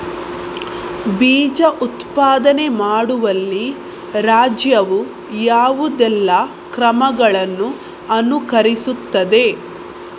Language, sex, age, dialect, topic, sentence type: Kannada, female, 18-24, Coastal/Dakshin, agriculture, question